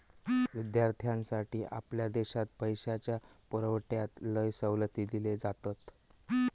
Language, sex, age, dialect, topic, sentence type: Marathi, male, 18-24, Southern Konkan, banking, statement